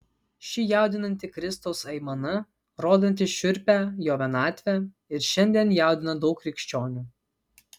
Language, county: Lithuanian, Vilnius